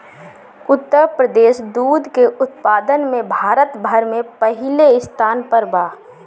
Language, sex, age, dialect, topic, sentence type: Bhojpuri, female, 25-30, Northern, agriculture, statement